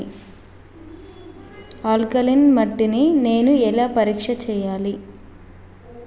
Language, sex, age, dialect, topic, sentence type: Telugu, female, 25-30, Telangana, agriculture, question